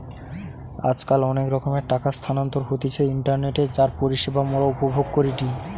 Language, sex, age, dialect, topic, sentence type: Bengali, male, 18-24, Western, banking, statement